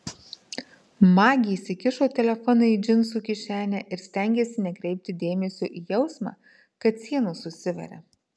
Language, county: Lithuanian, Marijampolė